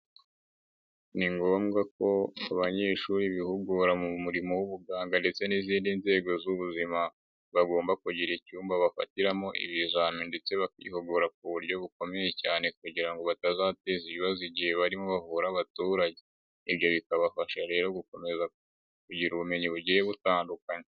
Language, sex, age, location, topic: Kinyarwanda, male, 18-24, Nyagatare, health